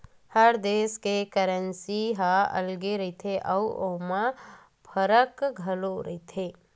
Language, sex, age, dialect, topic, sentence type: Chhattisgarhi, female, 31-35, Western/Budati/Khatahi, banking, statement